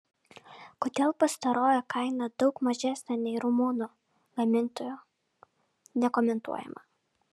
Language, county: Lithuanian, Vilnius